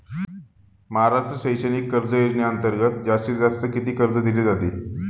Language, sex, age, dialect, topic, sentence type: Marathi, male, 25-30, Standard Marathi, banking, question